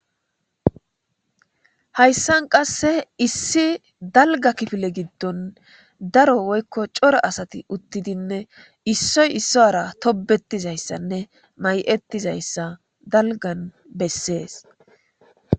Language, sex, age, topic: Gamo, female, 25-35, government